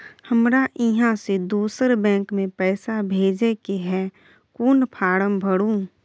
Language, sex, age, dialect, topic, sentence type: Maithili, female, 25-30, Bajjika, banking, question